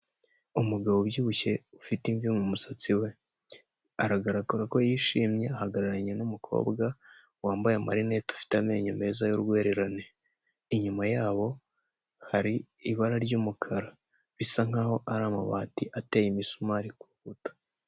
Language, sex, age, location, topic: Kinyarwanda, male, 18-24, Huye, health